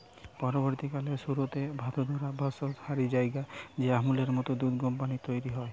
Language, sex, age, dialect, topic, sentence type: Bengali, male, 18-24, Western, agriculture, statement